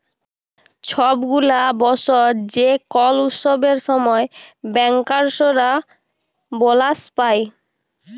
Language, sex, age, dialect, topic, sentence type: Bengali, female, 18-24, Jharkhandi, banking, statement